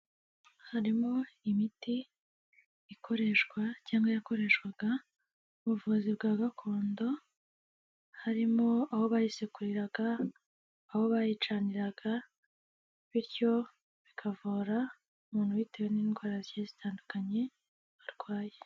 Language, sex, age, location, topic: Kinyarwanda, female, 18-24, Kigali, health